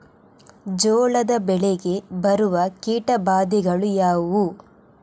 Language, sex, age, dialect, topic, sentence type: Kannada, female, 18-24, Coastal/Dakshin, agriculture, question